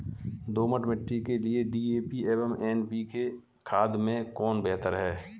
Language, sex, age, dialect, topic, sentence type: Hindi, male, 41-45, Kanauji Braj Bhasha, agriculture, question